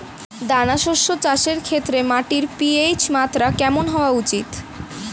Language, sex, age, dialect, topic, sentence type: Bengali, female, <18, Standard Colloquial, agriculture, question